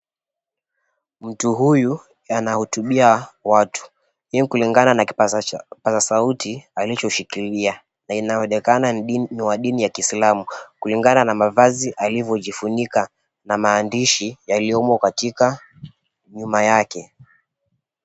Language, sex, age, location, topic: Swahili, male, 25-35, Mombasa, government